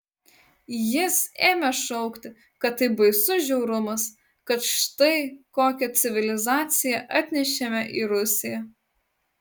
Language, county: Lithuanian, Utena